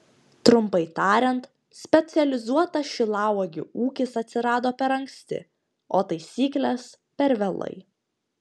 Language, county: Lithuanian, Panevėžys